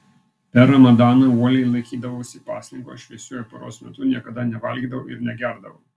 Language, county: Lithuanian, Vilnius